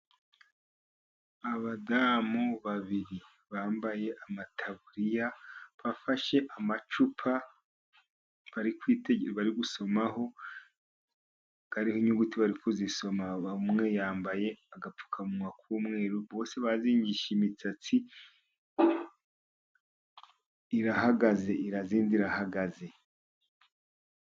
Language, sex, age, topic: Kinyarwanda, male, 50+, education